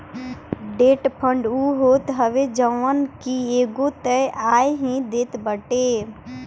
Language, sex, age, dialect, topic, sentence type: Bhojpuri, female, 18-24, Northern, banking, statement